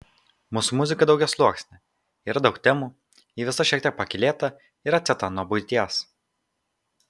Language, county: Lithuanian, Kaunas